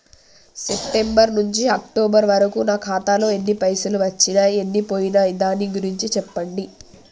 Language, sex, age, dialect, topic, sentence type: Telugu, female, 18-24, Telangana, banking, question